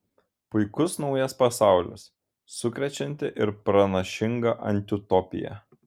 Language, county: Lithuanian, Šiauliai